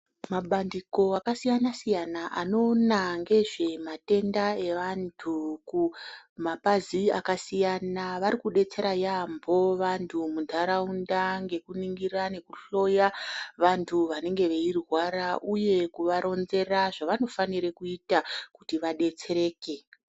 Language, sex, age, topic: Ndau, male, 25-35, health